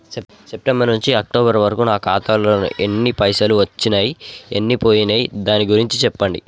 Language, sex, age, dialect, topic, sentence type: Telugu, male, 51-55, Telangana, banking, question